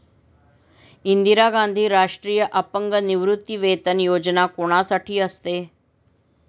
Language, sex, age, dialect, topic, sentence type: Marathi, female, 51-55, Standard Marathi, banking, question